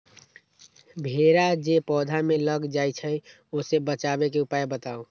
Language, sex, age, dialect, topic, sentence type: Magahi, male, 18-24, Western, agriculture, question